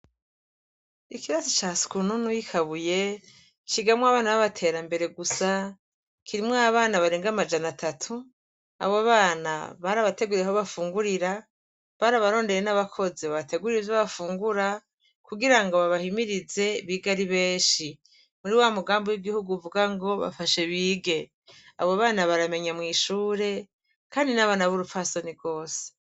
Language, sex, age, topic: Rundi, female, 36-49, education